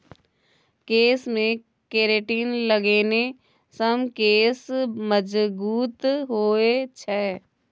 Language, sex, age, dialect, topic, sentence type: Maithili, female, 25-30, Bajjika, agriculture, statement